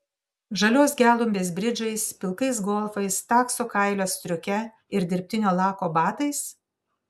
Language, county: Lithuanian, Panevėžys